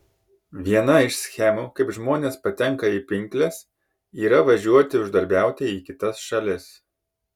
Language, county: Lithuanian, Kaunas